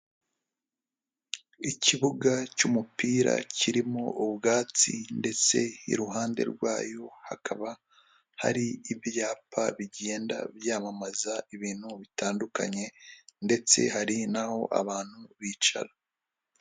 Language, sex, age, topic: Kinyarwanda, male, 25-35, government